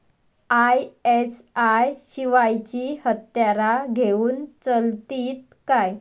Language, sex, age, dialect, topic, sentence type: Marathi, female, 18-24, Southern Konkan, agriculture, question